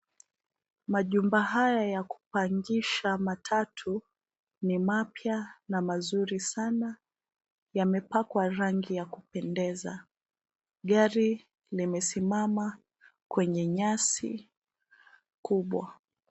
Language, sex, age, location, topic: Swahili, female, 25-35, Nairobi, finance